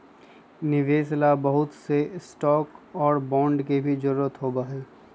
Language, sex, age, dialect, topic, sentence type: Magahi, male, 25-30, Western, banking, statement